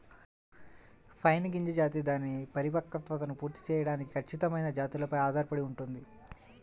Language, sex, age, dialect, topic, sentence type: Telugu, male, 25-30, Central/Coastal, agriculture, statement